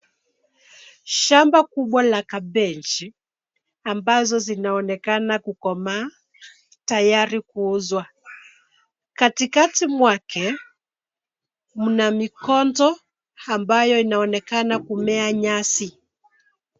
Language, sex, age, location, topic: Swahili, female, 25-35, Nairobi, agriculture